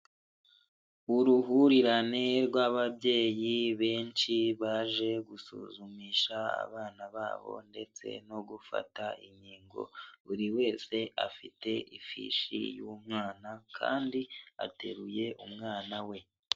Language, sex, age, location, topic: Kinyarwanda, male, 25-35, Huye, health